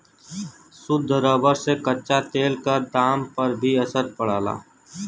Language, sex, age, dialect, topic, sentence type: Bhojpuri, male, 18-24, Western, agriculture, statement